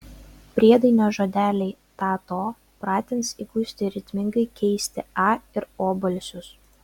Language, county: Lithuanian, Vilnius